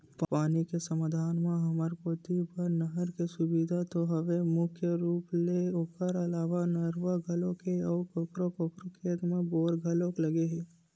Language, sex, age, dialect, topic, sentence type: Chhattisgarhi, male, 18-24, Western/Budati/Khatahi, agriculture, statement